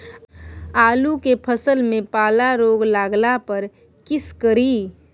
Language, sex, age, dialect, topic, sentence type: Maithili, female, 18-24, Bajjika, agriculture, question